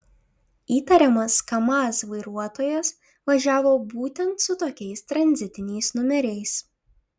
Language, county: Lithuanian, Šiauliai